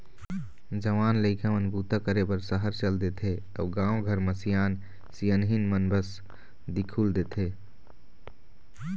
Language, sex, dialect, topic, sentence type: Chhattisgarhi, male, Eastern, agriculture, statement